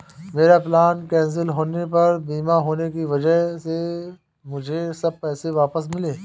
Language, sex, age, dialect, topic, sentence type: Hindi, male, 25-30, Awadhi Bundeli, banking, statement